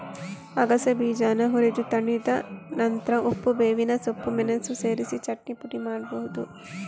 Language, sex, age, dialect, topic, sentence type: Kannada, female, 25-30, Coastal/Dakshin, agriculture, statement